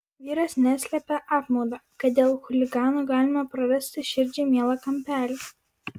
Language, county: Lithuanian, Vilnius